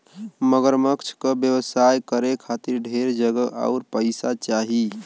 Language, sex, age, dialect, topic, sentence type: Bhojpuri, male, 18-24, Western, agriculture, statement